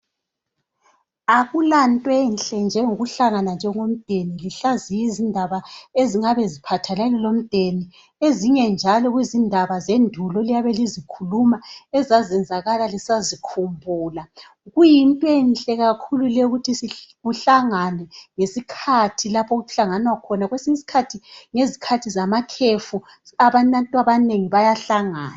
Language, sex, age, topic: North Ndebele, female, 36-49, health